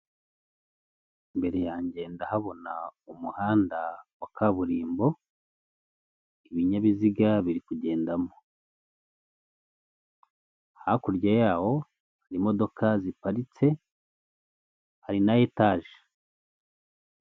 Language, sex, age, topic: Kinyarwanda, male, 50+, finance